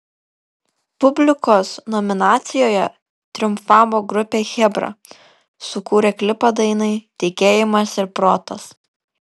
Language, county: Lithuanian, Kaunas